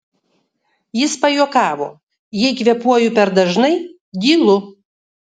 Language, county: Lithuanian, Kaunas